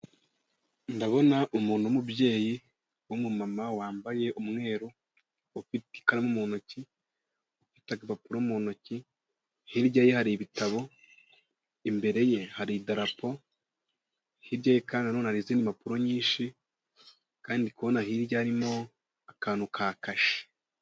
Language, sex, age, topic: Kinyarwanda, male, 18-24, government